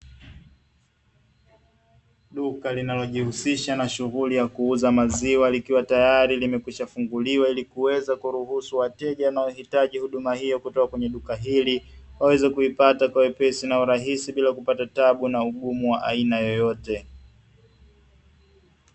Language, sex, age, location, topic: Swahili, male, 25-35, Dar es Salaam, finance